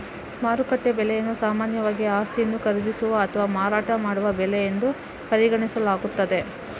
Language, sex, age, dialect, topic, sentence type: Kannada, female, 18-24, Coastal/Dakshin, agriculture, statement